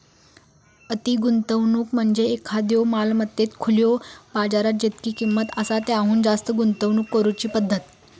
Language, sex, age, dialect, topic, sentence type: Marathi, female, 18-24, Southern Konkan, banking, statement